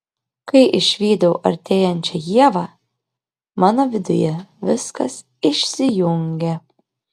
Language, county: Lithuanian, Klaipėda